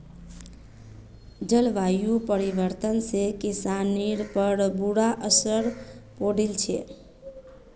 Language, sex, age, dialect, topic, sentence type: Magahi, female, 31-35, Northeastern/Surjapuri, agriculture, statement